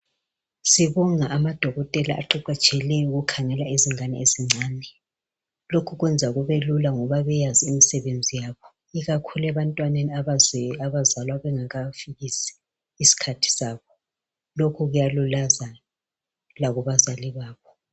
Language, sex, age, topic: North Ndebele, male, 36-49, health